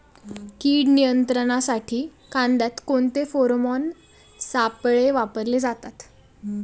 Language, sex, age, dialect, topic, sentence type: Marathi, female, 18-24, Standard Marathi, agriculture, question